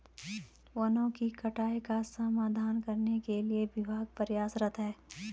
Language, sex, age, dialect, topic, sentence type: Hindi, female, 25-30, Garhwali, agriculture, statement